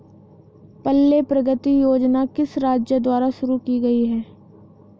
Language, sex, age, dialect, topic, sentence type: Hindi, female, 18-24, Hindustani Malvi Khadi Boli, banking, question